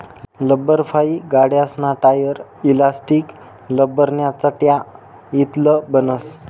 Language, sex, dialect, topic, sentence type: Marathi, male, Northern Konkan, agriculture, statement